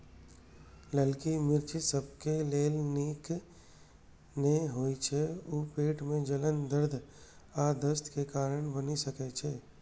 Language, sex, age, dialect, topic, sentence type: Maithili, male, 31-35, Eastern / Thethi, agriculture, statement